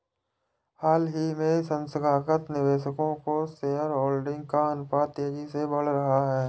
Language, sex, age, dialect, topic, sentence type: Hindi, male, 18-24, Awadhi Bundeli, banking, statement